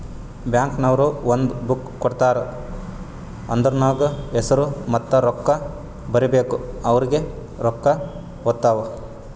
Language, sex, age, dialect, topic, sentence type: Kannada, male, 18-24, Northeastern, banking, statement